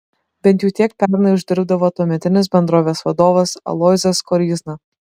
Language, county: Lithuanian, Šiauliai